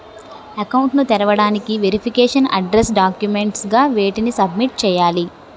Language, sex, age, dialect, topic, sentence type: Telugu, female, 18-24, Utterandhra, banking, question